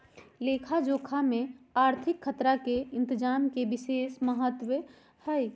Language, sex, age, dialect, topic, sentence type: Magahi, female, 31-35, Western, banking, statement